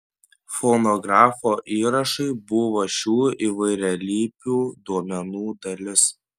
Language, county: Lithuanian, Panevėžys